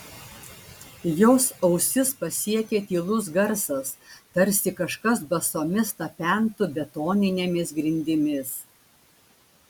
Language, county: Lithuanian, Klaipėda